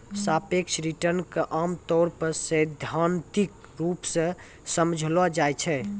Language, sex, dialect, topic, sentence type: Maithili, male, Angika, agriculture, statement